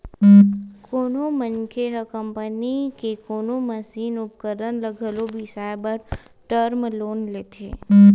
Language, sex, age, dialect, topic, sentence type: Chhattisgarhi, female, 41-45, Western/Budati/Khatahi, banking, statement